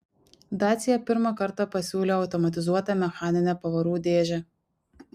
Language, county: Lithuanian, Šiauliai